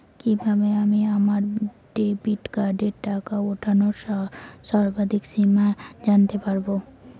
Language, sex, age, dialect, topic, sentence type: Bengali, female, 18-24, Rajbangshi, banking, question